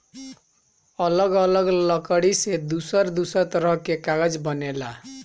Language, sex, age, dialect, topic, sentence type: Bhojpuri, male, 25-30, Northern, agriculture, statement